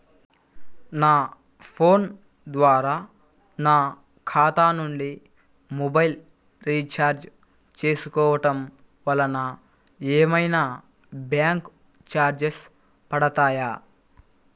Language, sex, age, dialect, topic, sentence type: Telugu, male, 41-45, Central/Coastal, banking, question